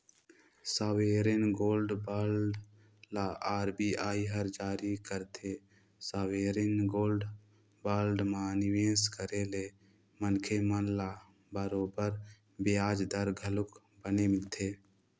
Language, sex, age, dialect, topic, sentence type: Chhattisgarhi, male, 18-24, Northern/Bhandar, banking, statement